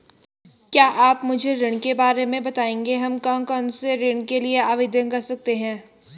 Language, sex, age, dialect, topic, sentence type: Hindi, female, 18-24, Garhwali, banking, question